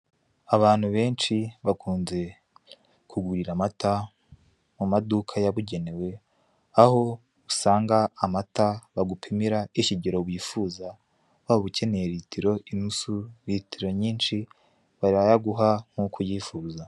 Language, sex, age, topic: Kinyarwanda, male, 25-35, finance